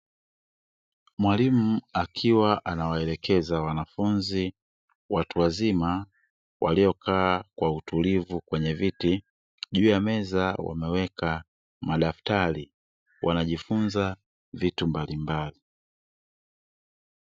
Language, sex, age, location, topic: Swahili, male, 25-35, Dar es Salaam, education